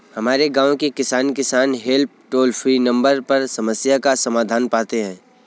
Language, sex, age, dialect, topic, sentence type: Hindi, male, 25-30, Kanauji Braj Bhasha, agriculture, statement